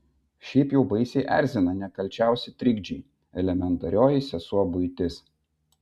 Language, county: Lithuanian, Vilnius